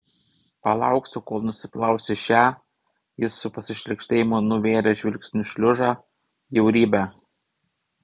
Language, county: Lithuanian, Vilnius